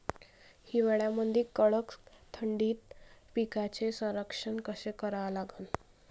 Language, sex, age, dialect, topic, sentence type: Marathi, female, 25-30, Varhadi, agriculture, question